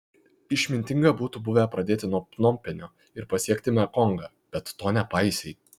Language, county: Lithuanian, Kaunas